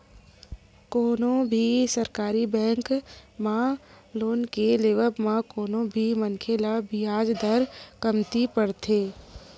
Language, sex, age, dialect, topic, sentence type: Chhattisgarhi, female, 18-24, Western/Budati/Khatahi, banking, statement